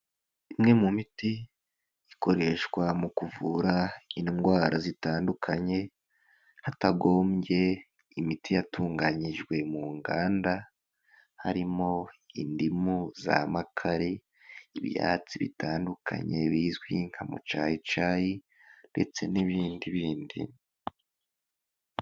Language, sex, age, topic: Kinyarwanda, male, 18-24, health